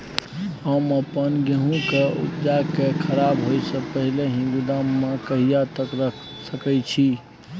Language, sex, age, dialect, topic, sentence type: Maithili, male, 31-35, Bajjika, agriculture, question